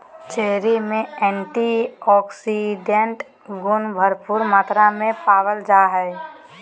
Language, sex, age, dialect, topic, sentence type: Magahi, male, 18-24, Southern, agriculture, statement